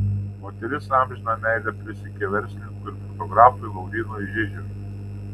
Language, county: Lithuanian, Tauragė